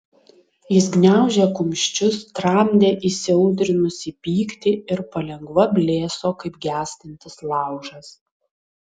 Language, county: Lithuanian, Utena